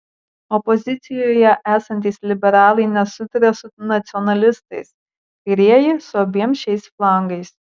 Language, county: Lithuanian, Marijampolė